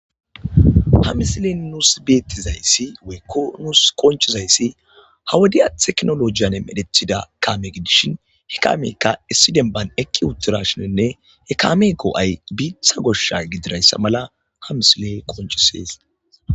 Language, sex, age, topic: Gamo, male, 25-35, agriculture